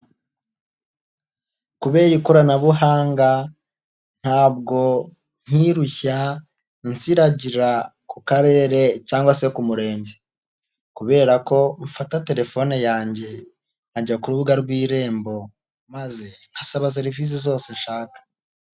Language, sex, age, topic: Kinyarwanda, male, 18-24, government